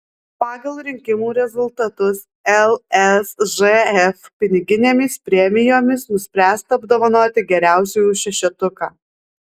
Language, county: Lithuanian, Alytus